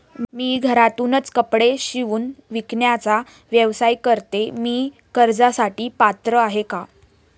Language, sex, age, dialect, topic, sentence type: Marathi, female, 18-24, Standard Marathi, banking, question